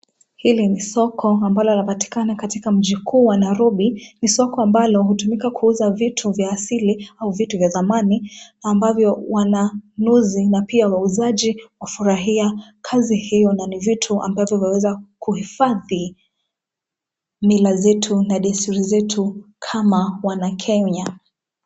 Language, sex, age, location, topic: Swahili, female, 18-24, Nairobi, finance